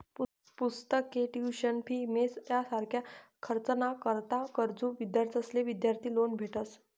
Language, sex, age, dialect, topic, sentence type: Marathi, female, 18-24, Northern Konkan, banking, statement